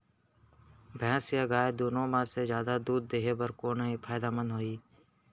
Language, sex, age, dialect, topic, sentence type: Chhattisgarhi, male, 18-24, Central, agriculture, question